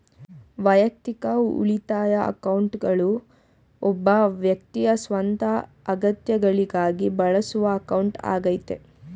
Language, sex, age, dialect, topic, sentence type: Kannada, female, 18-24, Mysore Kannada, banking, statement